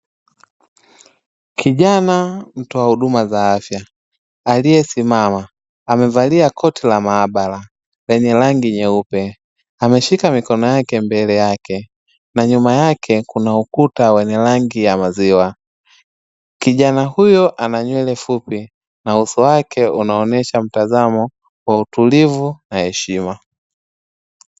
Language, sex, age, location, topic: Swahili, male, 25-35, Dar es Salaam, health